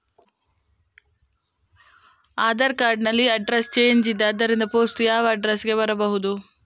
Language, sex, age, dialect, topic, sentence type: Kannada, female, 18-24, Coastal/Dakshin, banking, question